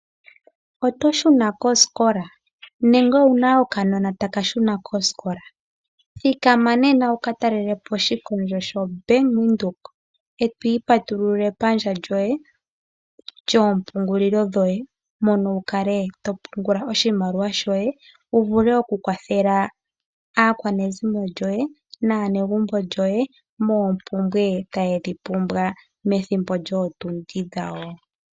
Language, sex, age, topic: Oshiwambo, female, 18-24, finance